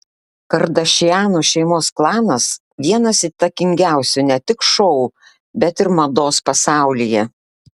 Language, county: Lithuanian, Klaipėda